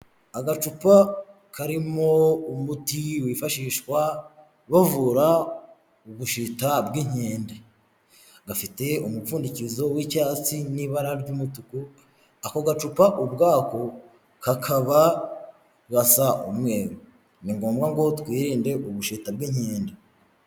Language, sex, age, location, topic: Kinyarwanda, male, 25-35, Huye, health